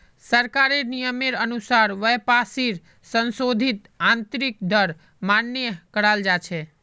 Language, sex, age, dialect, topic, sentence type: Magahi, male, 18-24, Northeastern/Surjapuri, banking, statement